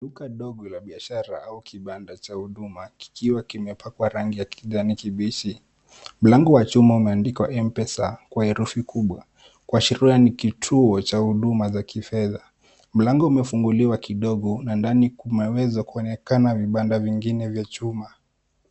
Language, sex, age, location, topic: Swahili, male, 18-24, Kisumu, finance